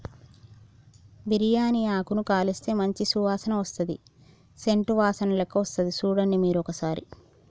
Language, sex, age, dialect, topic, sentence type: Telugu, male, 46-50, Telangana, agriculture, statement